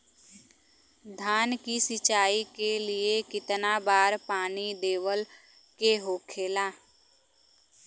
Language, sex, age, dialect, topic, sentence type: Bhojpuri, female, 25-30, Western, agriculture, question